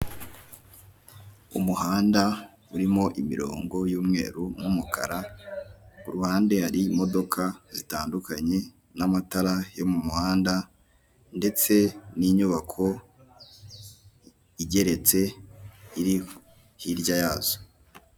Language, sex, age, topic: Kinyarwanda, male, 18-24, finance